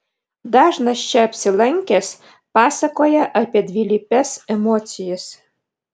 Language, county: Lithuanian, Vilnius